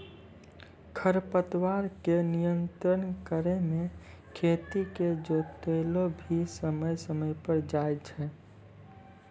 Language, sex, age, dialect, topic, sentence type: Maithili, male, 18-24, Angika, agriculture, statement